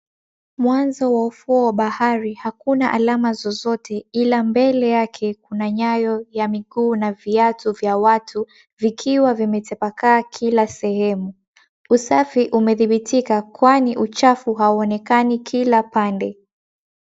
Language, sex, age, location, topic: Swahili, female, 18-24, Mombasa, government